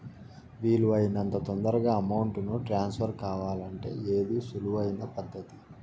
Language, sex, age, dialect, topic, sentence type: Telugu, male, 41-45, Southern, banking, question